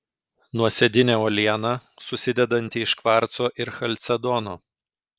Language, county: Lithuanian, Kaunas